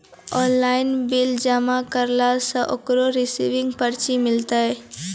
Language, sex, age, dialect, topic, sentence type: Maithili, female, 18-24, Angika, banking, question